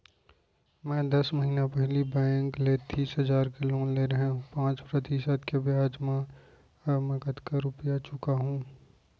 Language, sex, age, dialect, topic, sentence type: Chhattisgarhi, male, 25-30, Central, banking, question